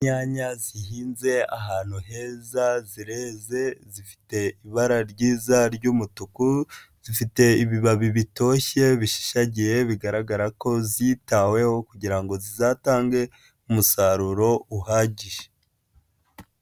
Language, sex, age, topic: Kinyarwanda, male, 25-35, agriculture